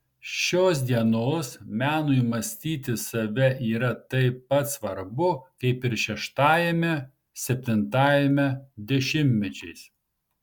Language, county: Lithuanian, Marijampolė